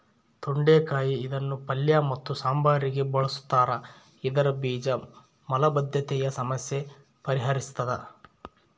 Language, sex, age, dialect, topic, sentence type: Kannada, male, 31-35, Central, agriculture, statement